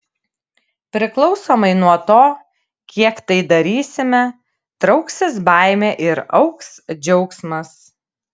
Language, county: Lithuanian, Kaunas